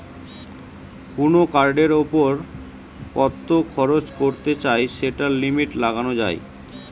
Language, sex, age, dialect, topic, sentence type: Bengali, male, 18-24, Western, banking, statement